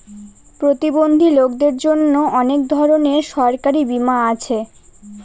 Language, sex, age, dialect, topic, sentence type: Bengali, female, 18-24, Northern/Varendri, banking, statement